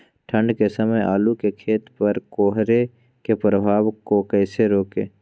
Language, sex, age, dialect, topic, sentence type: Magahi, female, 31-35, Western, agriculture, question